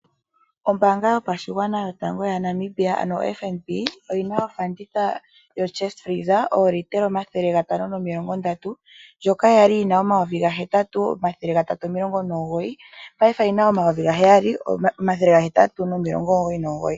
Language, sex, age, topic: Oshiwambo, female, 25-35, finance